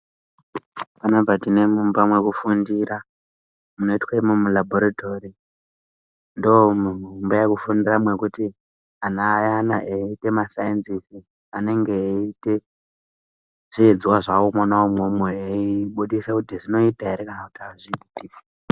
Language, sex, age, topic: Ndau, male, 18-24, health